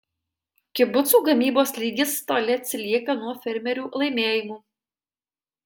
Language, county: Lithuanian, Alytus